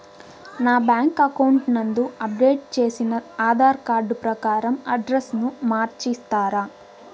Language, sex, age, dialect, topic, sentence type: Telugu, female, 18-24, Southern, banking, question